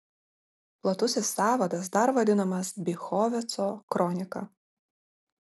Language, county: Lithuanian, Marijampolė